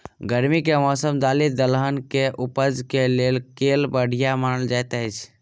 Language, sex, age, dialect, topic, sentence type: Maithili, male, 60-100, Southern/Standard, agriculture, question